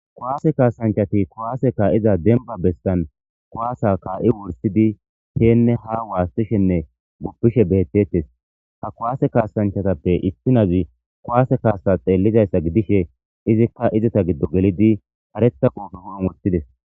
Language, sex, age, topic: Gamo, male, 25-35, government